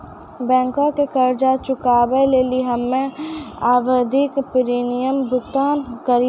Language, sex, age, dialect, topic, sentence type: Maithili, female, 18-24, Angika, banking, statement